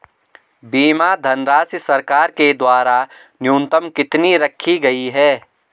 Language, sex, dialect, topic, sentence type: Hindi, male, Garhwali, banking, question